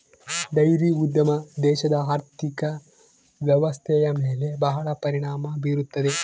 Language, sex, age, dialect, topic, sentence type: Kannada, male, 18-24, Central, agriculture, statement